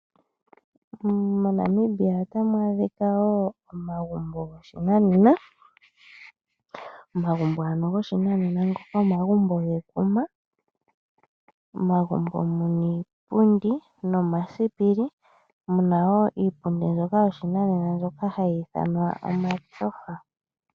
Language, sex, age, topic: Oshiwambo, male, 25-35, finance